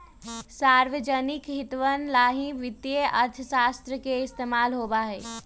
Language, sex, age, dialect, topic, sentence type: Magahi, female, 31-35, Western, banking, statement